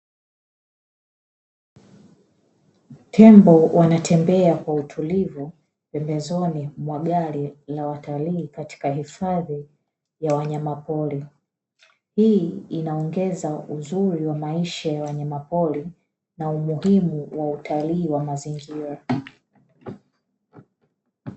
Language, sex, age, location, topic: Swahili, female, 25-35, Dar es Salaam, agriculture